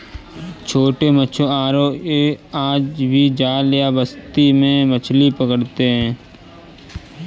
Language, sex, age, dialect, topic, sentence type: Hindi, male, 25-30, Kanauji Braj Bhasha, agriculture, statement